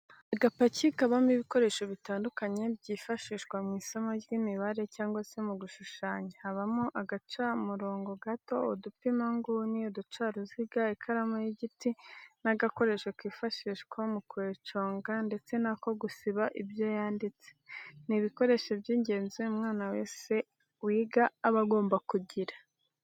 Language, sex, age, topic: Kinyarwanda, female, 36-49, education